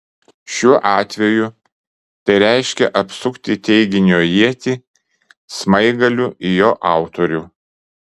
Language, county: Lithuanian, Kaunas